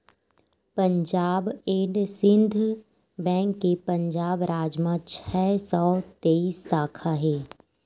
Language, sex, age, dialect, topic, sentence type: Chhattisgarhi, female, 18-24, Western/Budati/Khatahi, banking, statement